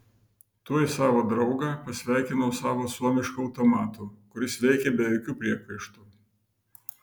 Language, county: Lithuanian, Vilnius